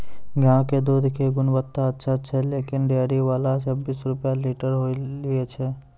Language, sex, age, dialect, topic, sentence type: Maithili, male, 18-24, Angika, agriculture, question